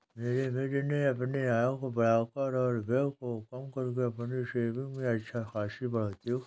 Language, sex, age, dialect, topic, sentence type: Hindi, male, 60-100, Kanauji Braj Bhasha, banking, statement